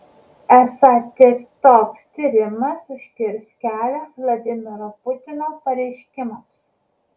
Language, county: Lithuanian, Kaunas